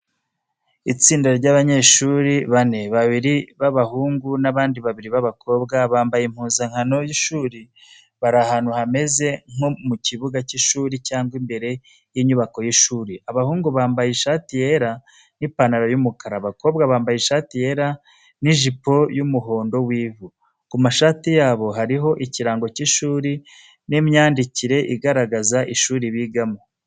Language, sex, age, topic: Kinyarwanda, male, 36-49, education